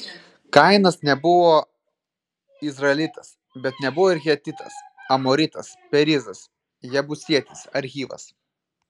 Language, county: Lithuanian, Vilnius